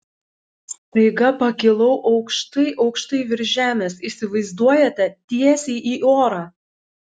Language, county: Lithuanian, Šiauliai